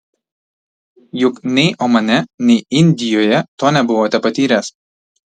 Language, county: Lithuanian, Tauragė